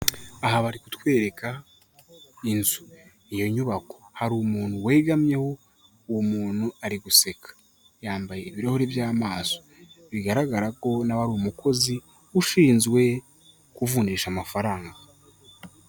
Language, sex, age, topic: Kinyarwanda, male, 18-24, finance